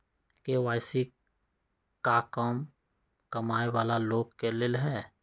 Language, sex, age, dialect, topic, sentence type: Magahi, male, 60-100, Western, banking, question